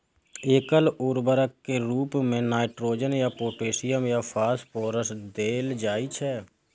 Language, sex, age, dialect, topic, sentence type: Maithili, male, 25-30, Eastern / Thethi, agriculture, statement